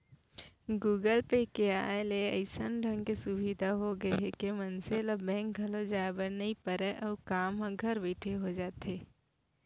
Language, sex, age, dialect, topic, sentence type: Chhattisgarhi, female, 18-24, Central, banking, statement